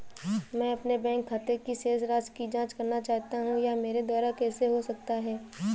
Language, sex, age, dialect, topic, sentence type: Hindi, female, 18-24, Awadhi Bundeli, banking, question